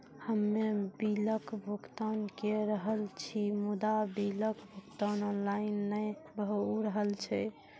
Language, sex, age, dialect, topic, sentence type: Maithili, female, 18-24, Angika, banking, question